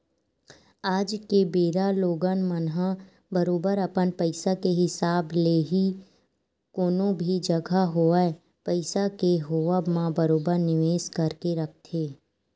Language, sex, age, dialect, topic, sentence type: Chhattisgarhi, female, 18-24, Western/Budati/Khatahi, banking, statement